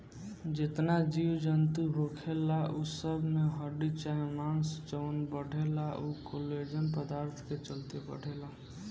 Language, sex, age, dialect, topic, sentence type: Bhojpuri, male, 18-24, Southern / Standard, agriculture, statement